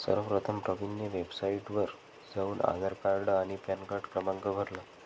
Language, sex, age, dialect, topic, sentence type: Marathi, male, 18-24, Northern Konkan, banking, statement